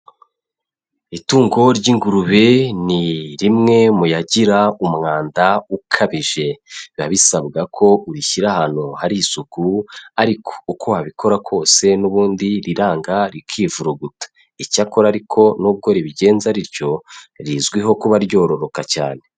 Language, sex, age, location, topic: Kinyarwanda, male, 25-35, Kigali, agriculture